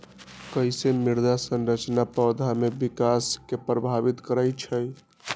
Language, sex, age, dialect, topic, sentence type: Magahi, male, 18-24, Western, agriculture, statement